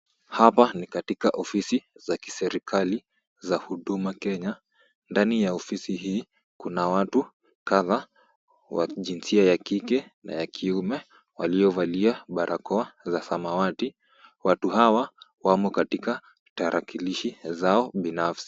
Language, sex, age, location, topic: Swahili, female, 25-35, Kisumu, government